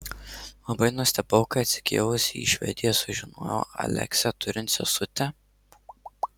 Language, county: Lithuanian, Marijampolė